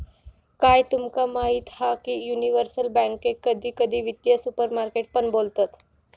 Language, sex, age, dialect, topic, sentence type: Marathi, female, 31-35, Southern Konkan, banking, statement